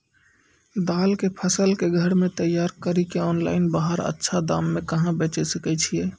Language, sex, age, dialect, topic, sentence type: Maithili, male, 25-30, Angika, agriculture, question